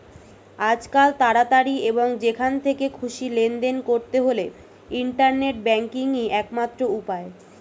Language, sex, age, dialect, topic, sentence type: Bengali, female, 18-24, Standard Colloquial, banking, statement